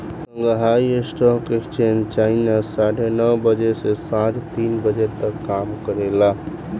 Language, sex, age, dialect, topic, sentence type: Bhojpuri, male, 18-24, Southern / Standard, banking, statement